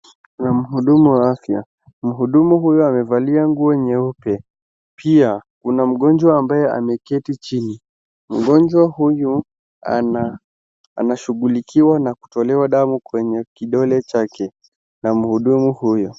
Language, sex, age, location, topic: Swahili, male, 36-49, Wajir, health